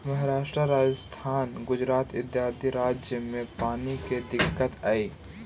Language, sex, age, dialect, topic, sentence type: Magahi, male, 31-35, Central/Standard, banking, statement